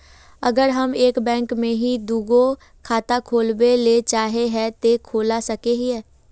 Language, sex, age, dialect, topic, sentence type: Magahi, female, 36-40, Northeastern/Surjapuri, banking, question